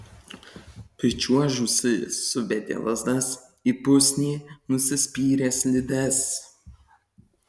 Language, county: Lithuanian, Kaunas